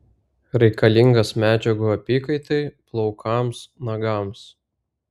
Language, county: Lithuanian, Vilnius